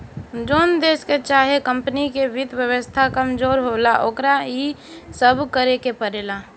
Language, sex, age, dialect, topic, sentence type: Bhojpuri, female, 18-24, Northern, banking, statement